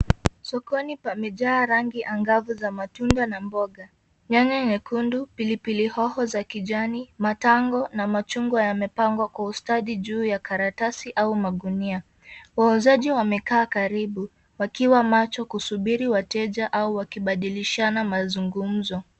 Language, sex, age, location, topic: Swahili, female, 18-24, Nairobi, finance